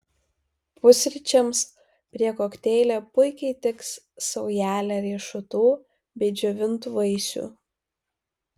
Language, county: Lithuanian, Vilnius